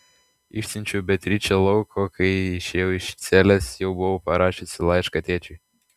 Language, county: Lithuanian, Klaipėda